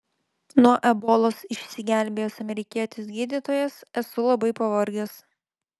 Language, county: Lithuanian, Vilnius